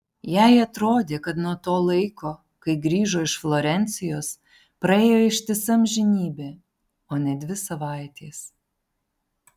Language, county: Lithuanian, Panevėžys